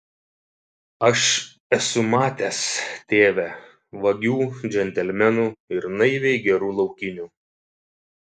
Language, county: Lithuanian, Šiauliai